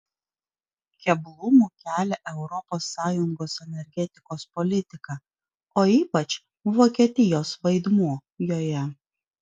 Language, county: Lithuanian, Vilnius